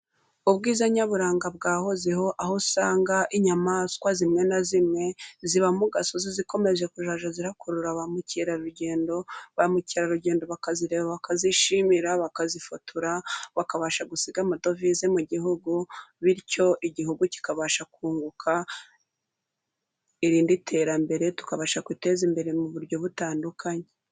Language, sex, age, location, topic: Kinyarwanda, female, 25-35, Burera, agriculture